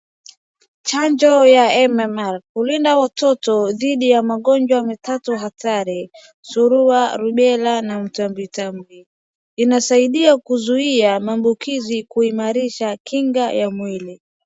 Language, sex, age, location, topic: Swahili, female, 18-24, Wajir, health